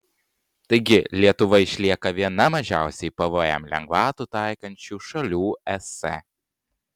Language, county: Lithuanian, Panevėžys